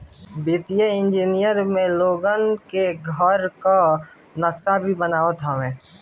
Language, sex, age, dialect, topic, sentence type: Bhojpuri, male, <18, Northern, banking, statement